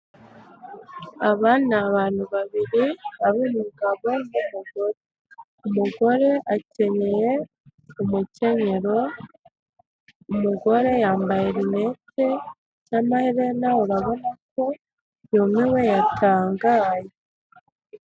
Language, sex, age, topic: Kinyarwanda, female, 25-35, government